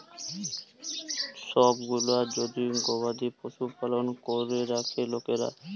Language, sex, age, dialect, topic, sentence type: Bengali, male, 18-24, Jharkhandi, agriculture, statement